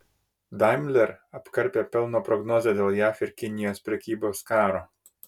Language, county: Lithuanian, Kaunas